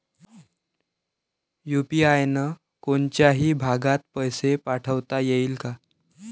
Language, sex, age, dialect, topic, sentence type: Marathi, male, 18-24, Varhadi, banking, question